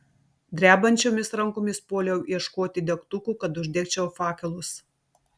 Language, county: Lithuanian, Telšiai